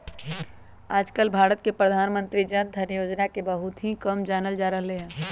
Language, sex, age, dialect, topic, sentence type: Magahi, male, 18-24, Western, banking, statement